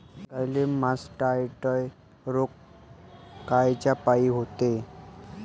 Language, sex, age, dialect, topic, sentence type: Marathi, male, 18-24, Varhadi, agriculture, question